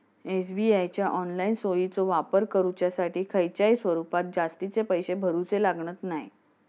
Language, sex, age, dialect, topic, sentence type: Marathi, female, 56-60, Southern Konkan, banking, statement